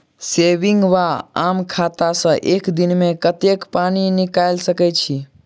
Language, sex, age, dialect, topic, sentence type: Maithili, male, 46-50, Southern/Standard, banking, question